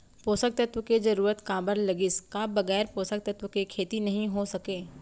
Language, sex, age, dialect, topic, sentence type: Chhattisgarhi, female, 31-35, Central, agriculture, question